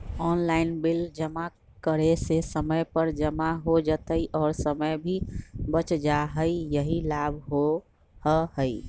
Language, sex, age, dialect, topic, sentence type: Magahi, male, 41-45, Western, banking, question